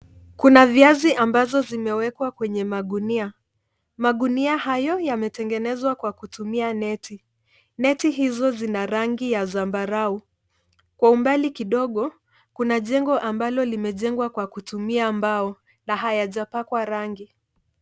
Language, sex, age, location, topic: Swahili, female, 25-35, Nairobi, agriculture